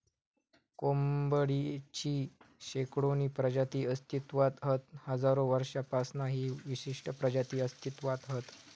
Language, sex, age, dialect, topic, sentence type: Marathi, male, 18-24, Southern Konkan, agriculture, statement